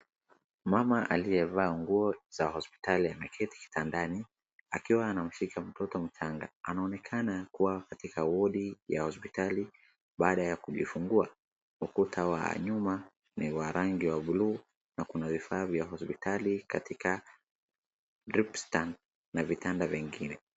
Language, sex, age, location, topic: Swahili, male, 36-49, Wajir, health